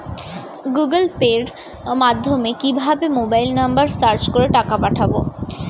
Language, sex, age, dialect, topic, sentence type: Bengali, female, 36-40, Standard Colloquial, banking, question